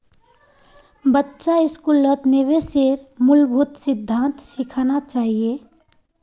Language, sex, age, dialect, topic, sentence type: Magahi, female, 18-24, Northeastern/Surjapuri, banking, statement